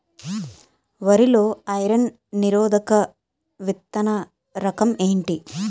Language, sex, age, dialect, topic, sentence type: Telugu, female, 36-40, Utterandhra, agriculture, question